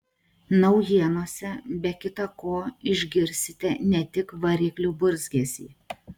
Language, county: Lithuanian, Klaipėda